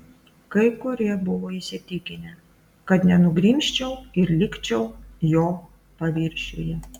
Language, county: Lithuanian, Klaipėda